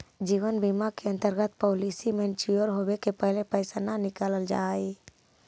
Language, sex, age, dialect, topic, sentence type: Magahi, female, 18-24, Central/Standard, banking, statement